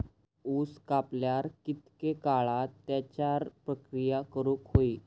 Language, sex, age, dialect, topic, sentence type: Marathi, male, 18-24, Southern Konkan, agriculture, question